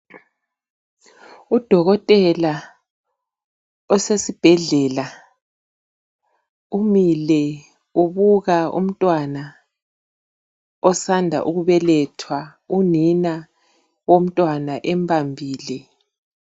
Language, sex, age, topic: North Ndebele, female, 36-49, health